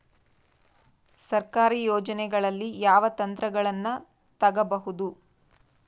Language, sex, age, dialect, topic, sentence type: Kannada, female, 25-30, Central, agriculture, question